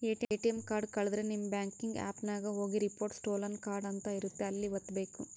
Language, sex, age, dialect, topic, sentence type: Kannada, female, 18-24, Central, banking, statement